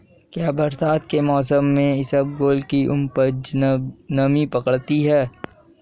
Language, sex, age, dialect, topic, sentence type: Hindi, male, 18-24, Marwari Dhudhari, agriculture, question